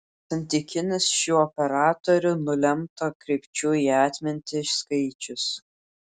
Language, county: Lithuanian, Klaipėda